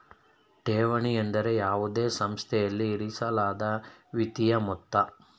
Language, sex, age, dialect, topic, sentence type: Kannada, male, 31-35, Mysore Kannada, banking, statement